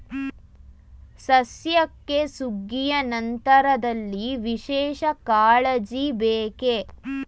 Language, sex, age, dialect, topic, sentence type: Kannada, female, 18-24, Mysore Kannada, agriculture, question